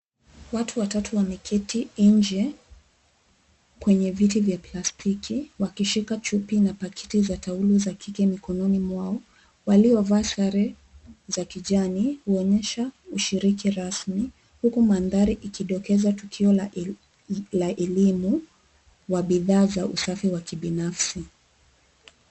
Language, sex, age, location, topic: Swahili, female, 25-35, Nairobi, health